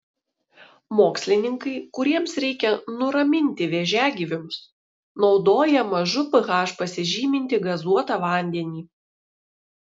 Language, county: Lithuanian, Šiauliai